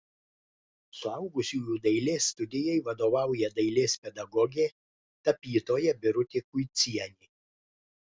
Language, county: Lithuanian, Klaipėda